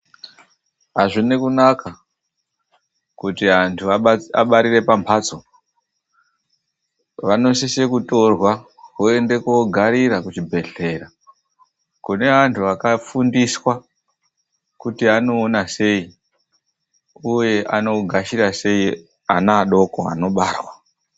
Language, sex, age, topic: Ndau, male, 25-35, health